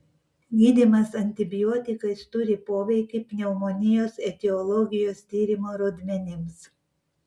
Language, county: Lithuanian, Vilnius